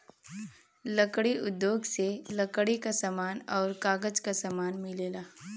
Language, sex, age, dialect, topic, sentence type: Bhojpuri, female, 18-24, Western, agriculture, statement